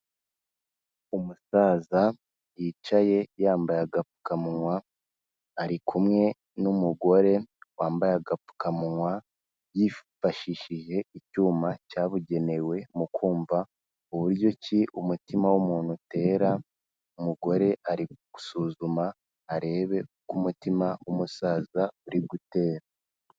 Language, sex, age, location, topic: Kinyarwanda, male, 18-24, Kigali, health